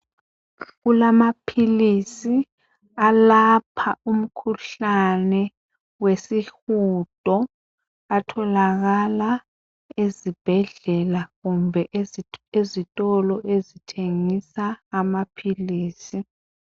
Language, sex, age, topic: North Ndebele, male, 50+, health